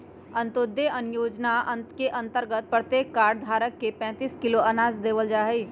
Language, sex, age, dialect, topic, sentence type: Magahi, female, 25-30, Western, agriculture, statement